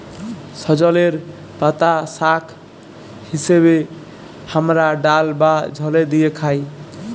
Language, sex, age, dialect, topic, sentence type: Bengali, male, 18-24, Jharkhandi, agriculture, statement